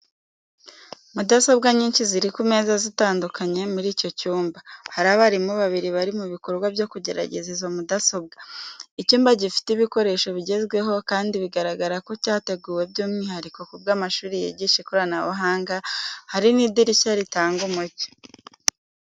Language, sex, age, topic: Kinyarwanda, female, 18-24, education